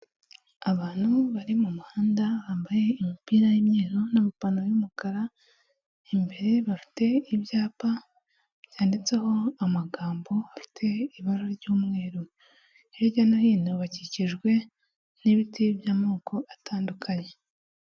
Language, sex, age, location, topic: Kinyarwanda, female, 25-35, Huye, health